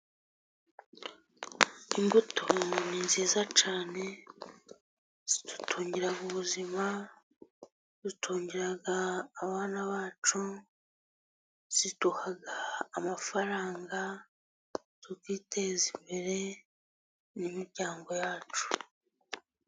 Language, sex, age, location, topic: Kinyarwanda, female, 36-49, Musanze, finance